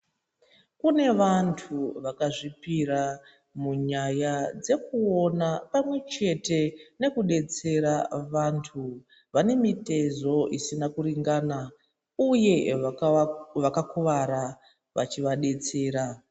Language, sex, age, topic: Ndau, female, 25-35, health